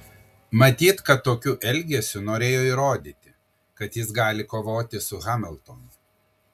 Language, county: Lithuanian, Kaunas